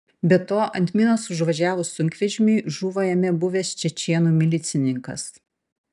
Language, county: Lithuanian, Panevėžys